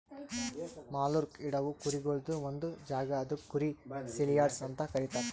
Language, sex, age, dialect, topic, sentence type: Kannada, male, 18-24, Northeastern, agriculture, statement